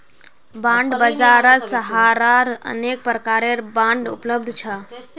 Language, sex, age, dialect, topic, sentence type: Magahi, female, 41-45, Northeastern/Surjapuri, banking, statement